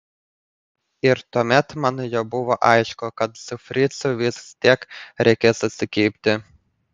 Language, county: Lithuanian, Panevėžys